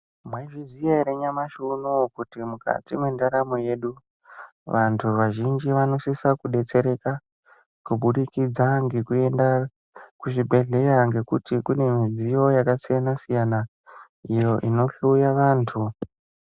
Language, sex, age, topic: Ndau, male, 18-24, health